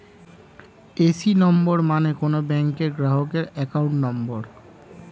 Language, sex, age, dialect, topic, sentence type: Bengali, male, 25-30, Standard Colloquial, banking, statement